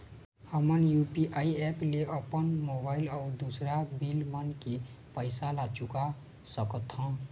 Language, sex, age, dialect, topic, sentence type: Chhattisgarhi, male, 18-24, Eastern, banking, statement